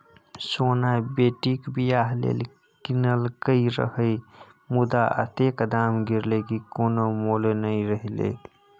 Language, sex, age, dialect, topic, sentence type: Maithili, male, 18-24, Bajjika, banking, statement